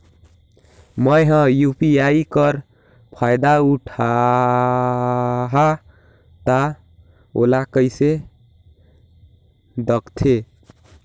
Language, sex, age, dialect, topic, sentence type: Chhattisgarhi, male, 18-24, Northern/Bhandar, banking, question